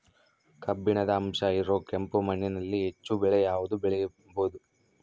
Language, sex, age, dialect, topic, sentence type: Kannada, male, 25-30, Central, agriculture, question